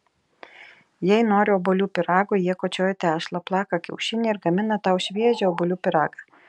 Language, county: Lithuanian, Telšiai